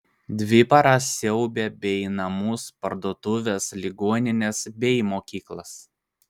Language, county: Lithuanian, Vilnius